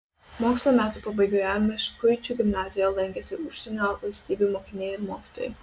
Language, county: Lithuanian, Kaunas